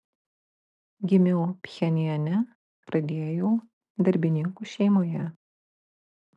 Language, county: Lithuanian, Klaipėda